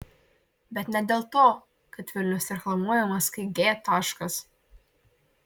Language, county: Lithuanian, Marijampolė